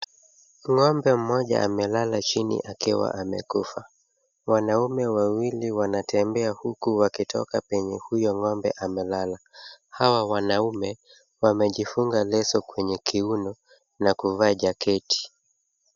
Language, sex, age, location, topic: Swahili, male, 25-35, Kisumu, health